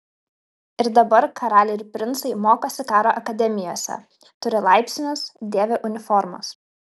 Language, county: Lithuanian, Kaunas